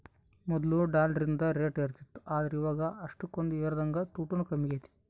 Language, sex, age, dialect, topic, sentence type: Kannada, male, 18-24, Central, banking, statement